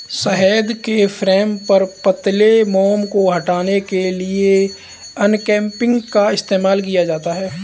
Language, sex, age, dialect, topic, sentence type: Hindi, male, 18-24, Kanauji Braj Bhasha, agriculture, statement